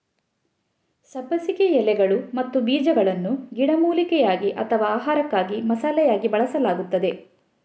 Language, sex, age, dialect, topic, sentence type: Kannada, female, 31-35, Coastal/Dakshin, agriculture, statement